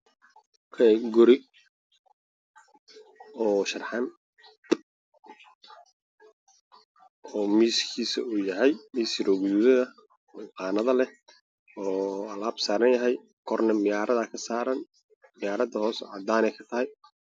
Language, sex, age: Somali, male, 18-24